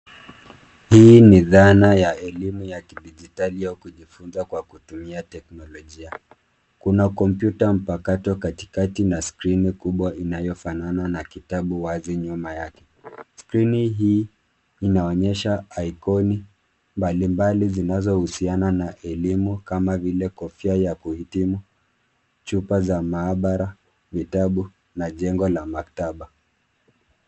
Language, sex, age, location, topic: Swahili, male, 25-35, Nairobi, education